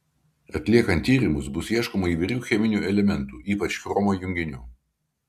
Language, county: Lithuanian, Kaunas